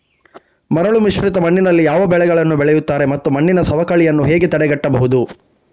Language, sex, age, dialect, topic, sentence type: Kannada, male, 31-35, Coastal/Dakshin, agriculture, question